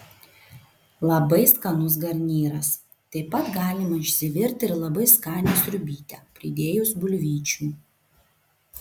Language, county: Lithuanian, Vilnius